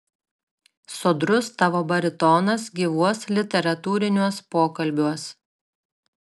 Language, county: Lithuanian, Šiauliai